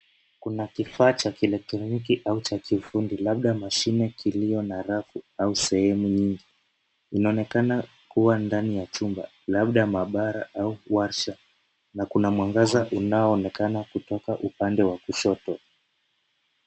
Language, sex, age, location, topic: Swahili, male, 25-35, Nairobi, government